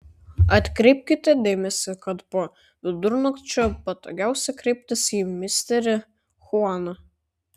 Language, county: Lithuanian, Šiauliai